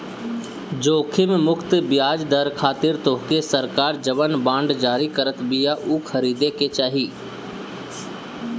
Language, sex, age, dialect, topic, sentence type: Bhojpuri, male, 25-30, Northern, banking, statement